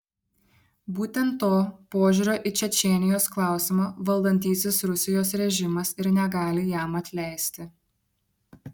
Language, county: Lithuanian, Šiauliai